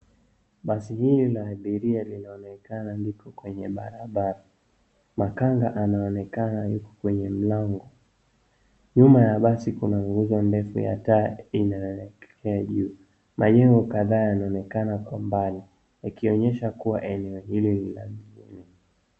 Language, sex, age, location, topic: Swahili, male, 25-35, Nairobi, government